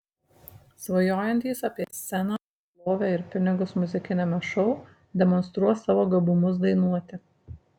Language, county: Lithuanian, Šiauliai